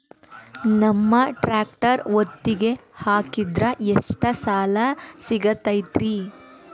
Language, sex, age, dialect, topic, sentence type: Kannada, female, 18-24, Dharwad Kannada, banking, question